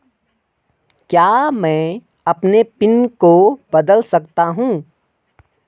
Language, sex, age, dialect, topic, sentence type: Hindi, male, 18-24, Garhwali, banking, question